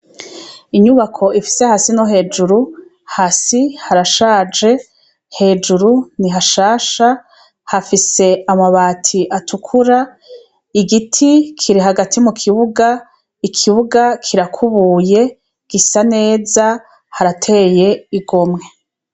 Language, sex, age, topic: Rundi, female, 36-49, education